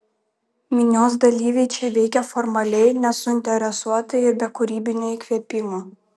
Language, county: Lithuanian, Vilnius